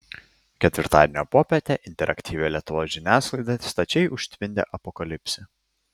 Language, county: Lithuanian, Klaipėda